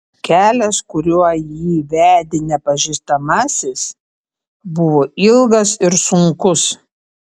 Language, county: Lithuanian, Panevėžys